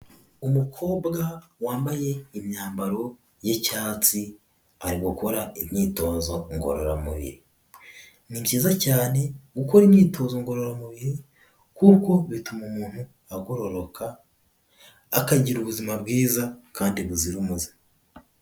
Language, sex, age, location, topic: Kinyarwanda, male, 18-24, Huye, health